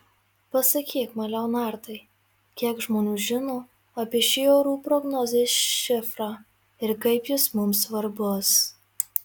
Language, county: Lithuanian, Marijampolė